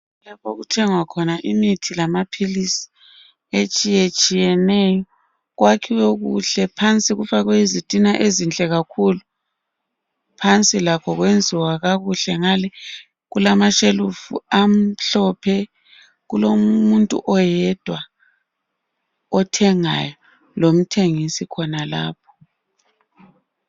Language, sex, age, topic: North Ndebele, female, 36-49, health